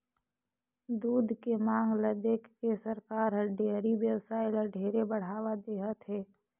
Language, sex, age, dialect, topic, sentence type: Chhattisgarhi, female, 60-100, Northern/Bhandar, agriculture, statement